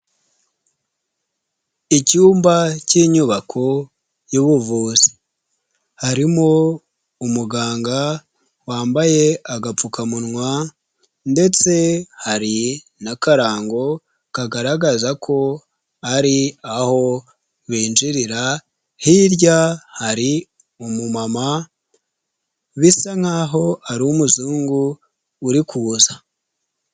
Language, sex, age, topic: Kinyarwanda, male, 25-35, health